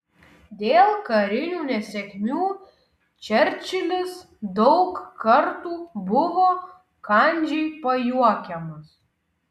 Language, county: Lithuanian, Kaunas